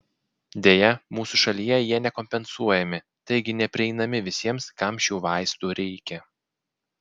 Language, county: Lithuanian, Klaipėda